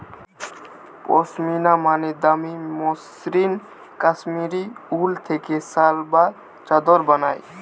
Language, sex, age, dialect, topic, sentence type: Bengali, male, 18-24, Western, agriculture, statement